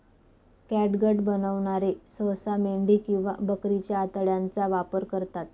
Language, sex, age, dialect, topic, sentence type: Marathi, female, 25-30, Northern Konkan, agriculture, statement